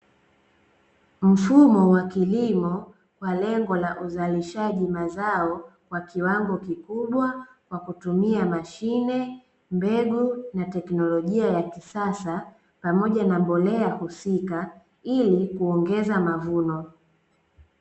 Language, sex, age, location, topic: Swahili, female, 18-24, Dar es Salaam, agriculture